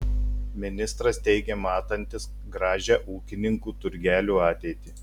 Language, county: Lithuanian, Telšiai